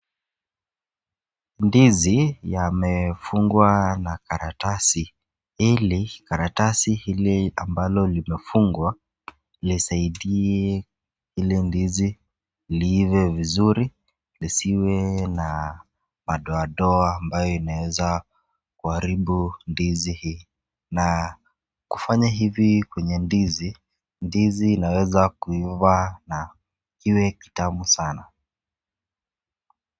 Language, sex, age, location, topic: Swahili, female, 36-49, Nakuru, agriculture